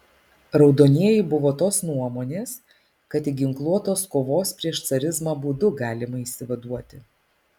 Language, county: Lithuanian, Alytus